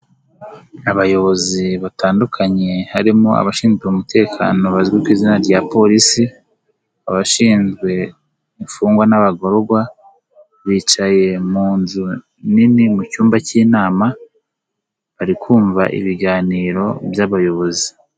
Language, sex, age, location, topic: Kinyarwanda, male, 18-24, Nyagatare, government